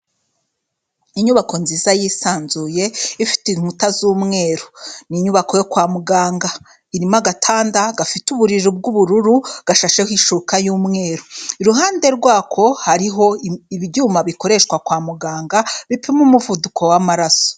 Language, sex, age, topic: Kinyarwanda, female, 25-35, health